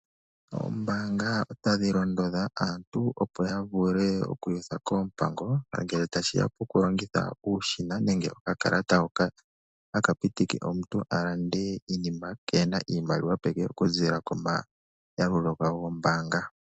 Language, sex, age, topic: Oshiwambo, male, 18-24, finance